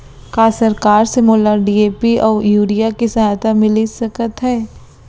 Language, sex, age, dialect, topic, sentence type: Chhattisgarhi, female, 25-30, Central, agriculture, question